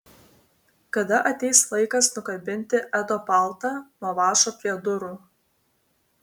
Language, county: Lithuanian, Vilnius